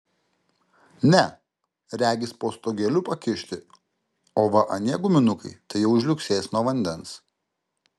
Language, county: Lithuanian, Kaunas